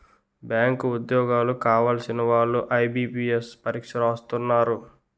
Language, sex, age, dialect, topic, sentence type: Telugu, male, 18-24, Utterandhra, banking, statement